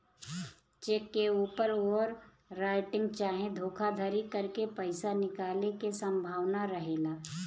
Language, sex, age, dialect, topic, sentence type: Bhojpuri, female, 31-35, Southern / Standard, banking, statement